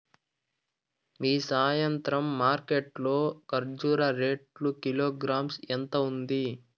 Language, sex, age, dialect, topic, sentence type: Telugu, male, 41-45, Southern, agriculture, question